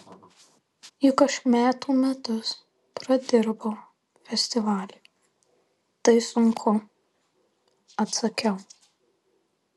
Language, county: Lithuanian, Marijampolė